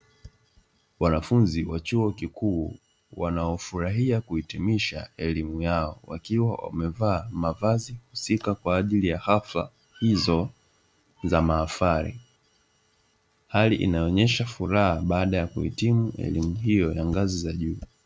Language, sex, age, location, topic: Swahili, male, 25-35, Dar es Salaam, education